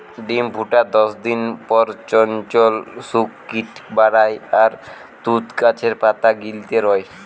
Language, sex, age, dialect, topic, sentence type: Bengali, male, 18-24, Western, agriculture, statement